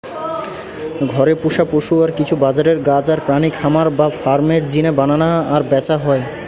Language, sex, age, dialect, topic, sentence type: Bengali, male, 18-24, Western, agriculture, statement